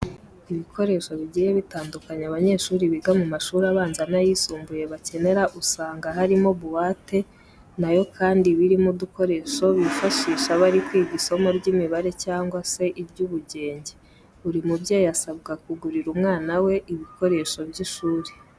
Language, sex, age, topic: Kinyarwanda, female, 18-24, education